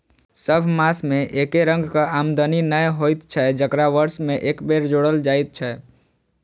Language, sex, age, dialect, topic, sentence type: Maithili, male, 18-24, Southern/Standard, banking, statement